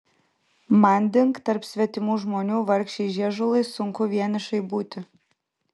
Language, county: Lithuanian, Vilnius